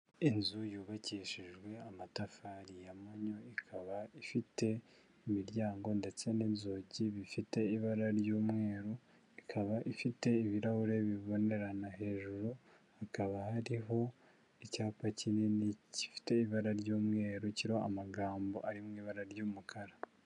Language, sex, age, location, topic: Kinyarwanda, male, 18-24, Huye, health